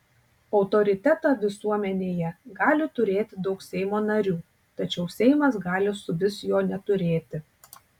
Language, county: Lithuanian, Tauragė